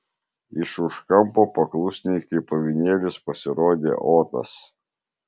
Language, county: Lithuanian, Vilnius